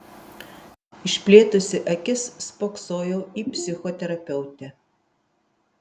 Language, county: Lithuanian, Vilnius